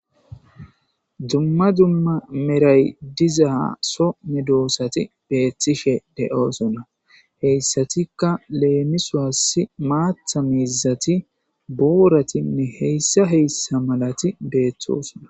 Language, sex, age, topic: Gamo, male, 25-35, agriculture